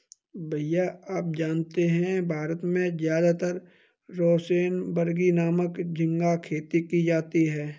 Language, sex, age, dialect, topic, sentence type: Hindi, male, 25-30, Kanauji Braj Bhasha, agriculture, statement